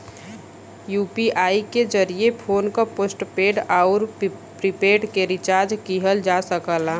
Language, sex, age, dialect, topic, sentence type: Bhojpuri, female, 18-24, Western, banking, statement